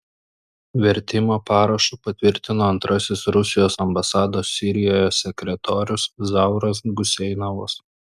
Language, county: Lithuanian, Klaipėda